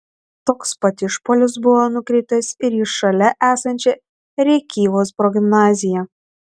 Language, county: Lithuanian, Tauragė